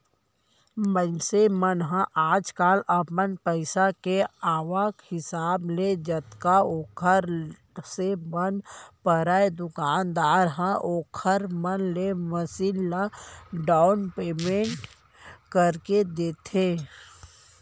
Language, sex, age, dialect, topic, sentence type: Chhattisgarhi, female, 18-24, Central, banking, statement